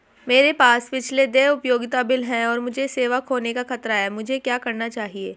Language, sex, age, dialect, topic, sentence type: Hindi, female, 18-24, Hindustani Malvi Khadi Boli, banking, question